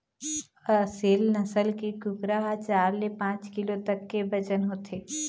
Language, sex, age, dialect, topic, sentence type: Chhattisgarhi, female, 18-24, Eastern, agriculture, statement